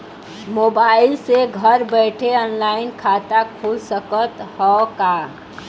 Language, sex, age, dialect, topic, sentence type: Bhojpuri, female, 18-24, Western, banking, question